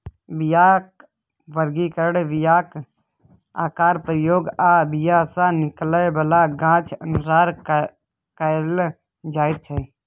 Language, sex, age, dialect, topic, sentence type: Maithili, male, 31-35, Bajjika, agriculture, statement